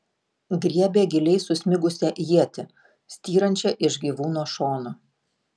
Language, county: Lithuanian, Klaipėda